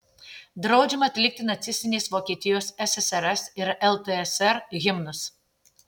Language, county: Lithuanian, Tauragė